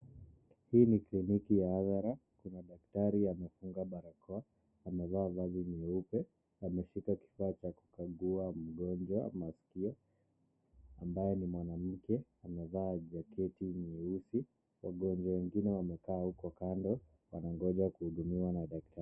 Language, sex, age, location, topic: Swahili, male, 25-35, Nakuru, health